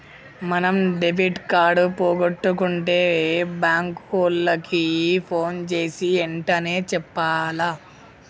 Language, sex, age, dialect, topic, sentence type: Telugu, male, 51-55, Telangana, banking, statement